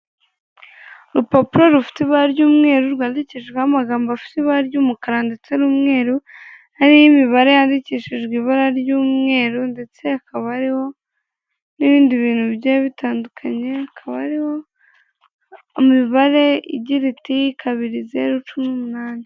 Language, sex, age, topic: Kinyarwanda, male, 25-35, finance